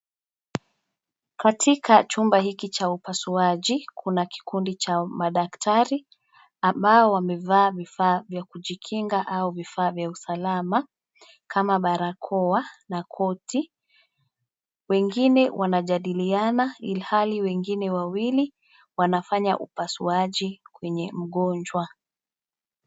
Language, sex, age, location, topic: Swahili, female, 25-35, Nairobi, health